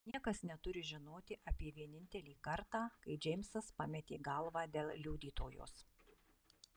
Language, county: Lithuanian, Marijampolė